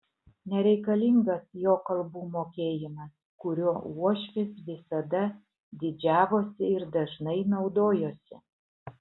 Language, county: Lithuanian, Utena